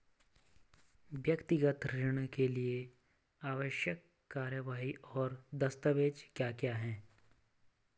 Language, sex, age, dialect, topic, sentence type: Hindi, male, 25-30, Garhwali, banking, question